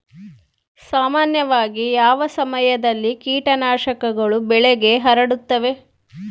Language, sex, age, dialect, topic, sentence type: Kannada, female, 36-40, Central, agriculture, question